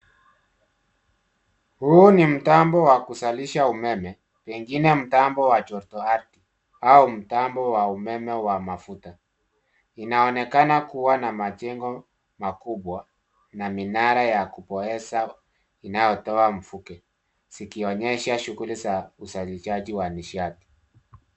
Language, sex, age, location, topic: Swahili, male, 36-49, Nairobi, government